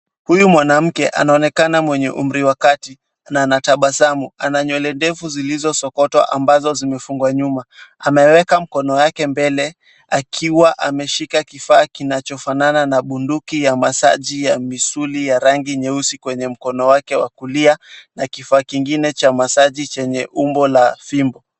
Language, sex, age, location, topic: Swahili, male, 36-49, Kisumu, health